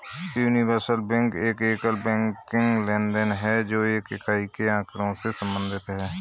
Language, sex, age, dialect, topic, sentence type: Hindi, male, 36-40, Kanauji Braj Bhasha, banking, statement